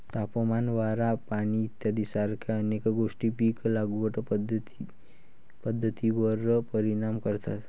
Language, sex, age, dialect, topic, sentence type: Marathi, male, 18-24, Varhadi, agriculture, statement